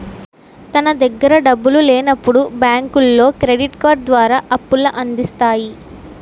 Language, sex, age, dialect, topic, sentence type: Telugu, female, 18-24, Utterandhra, banking, statement